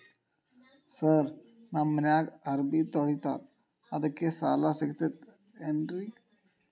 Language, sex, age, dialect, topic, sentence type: Kannada, male, 18-24, Dharwad Kannada, banking, question